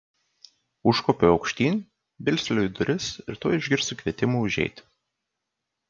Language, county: Lithuanian, Kaunas